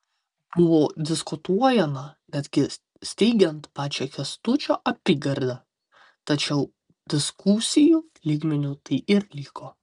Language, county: Lithuanian, Vilnius